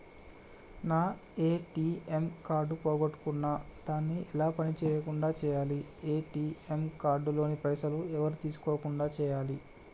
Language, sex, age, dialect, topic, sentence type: Telugu, male, 25-30, Telangana, banking, question